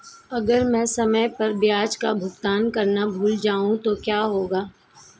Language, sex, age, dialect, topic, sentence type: Hindi, female, 18-24, Marwari Dhudhari, banking, question